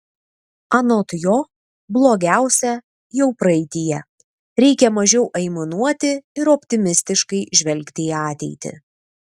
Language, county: Lithuanian, Vilnius